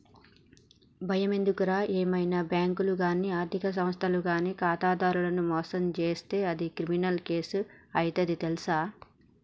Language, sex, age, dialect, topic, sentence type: Telugu, male, 31-35, Telangana, banking, statement